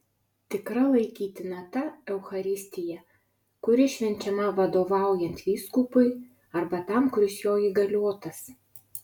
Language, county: Lithuanian, Utena